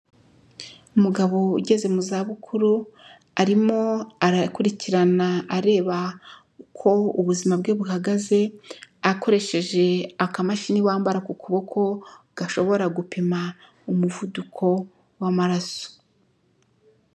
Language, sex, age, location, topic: Kinyarwanda, female, 36-49, Kigali, health